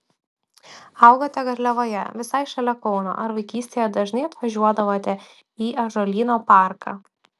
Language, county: Lithuanian, Klaipėda